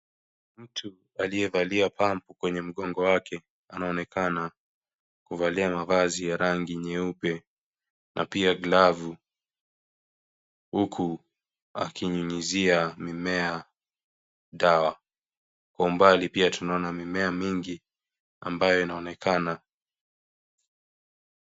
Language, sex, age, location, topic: Swahili, male, 25-35, Kisii, health